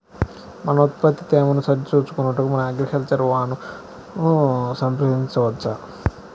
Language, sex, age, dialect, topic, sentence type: Telugu, male, 18-24, Central/Coastal, agriculture, question